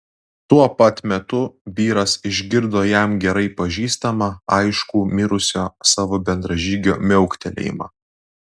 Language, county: Lithuanian, Klaipėda